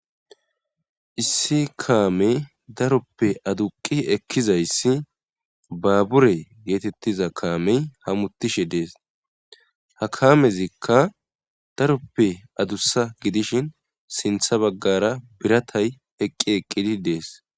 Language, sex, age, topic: Gamo, male, 18-24, government